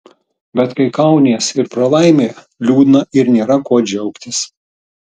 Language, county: Lithuanian, Tauragė